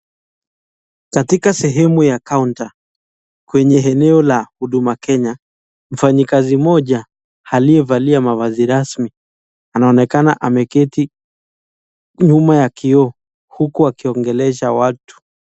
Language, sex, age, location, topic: Swahili, male, 25-35, Nakuru, government